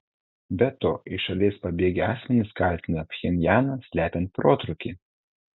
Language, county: Lithuanian, Telšiai